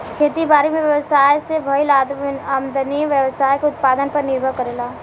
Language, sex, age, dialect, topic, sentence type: Bhojpuri, female, 18-24, Southern / Standard, agriculture, statement